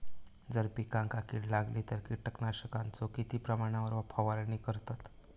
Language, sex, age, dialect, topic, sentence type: Marathi, male, 18-24, Southern Konkan, agriculture, question